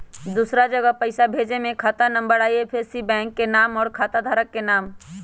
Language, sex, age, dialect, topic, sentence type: Magahi, male, 25-30, Western, banking, question